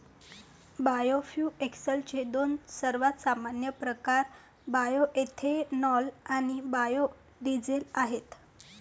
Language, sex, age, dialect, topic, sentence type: Marathi, female, 31-35, Varhadi, agriculture, statement